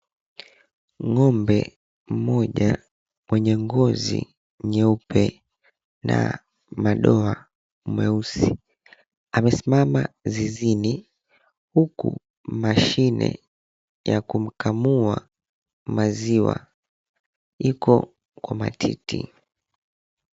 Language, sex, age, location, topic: Swahili, female, 18-24, Mombasa, agriculture